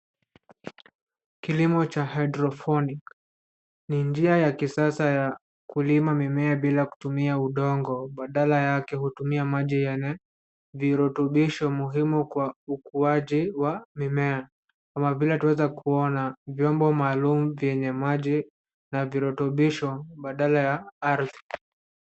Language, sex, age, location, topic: Swahili, male, 18-24, Nairobi, agriculture